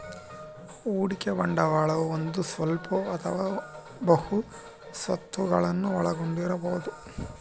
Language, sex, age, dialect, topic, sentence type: Kannada, male, 18-24, Central, banking, statement